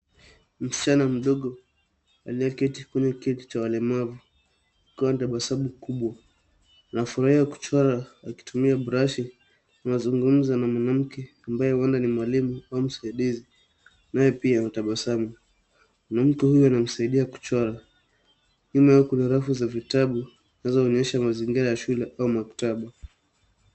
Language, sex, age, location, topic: Swahili, male, 18-24, Nairobi, education